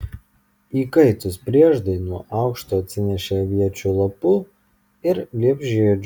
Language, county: Lithuanian, Kaunas